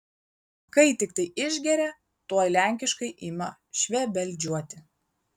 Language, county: Lithuanian, Klaipėda